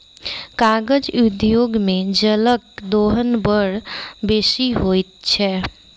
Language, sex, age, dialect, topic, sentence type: Maithili, female, 18-24, Southern/Standard, agriculture, statement